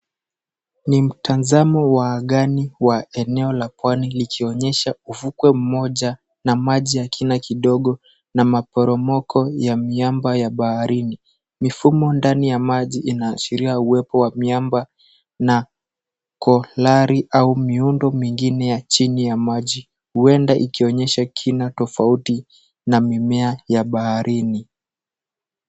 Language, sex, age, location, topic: Swahili, male, 18-24, Mombasa, government